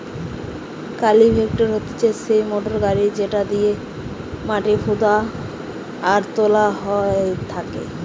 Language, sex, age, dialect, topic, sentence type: Bengali, female, 18-24, Western, agriculture, statement